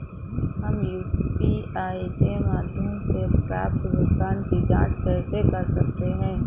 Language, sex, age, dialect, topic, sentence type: Hindi, female, 18-24, Awadhi Bundeli, banking, question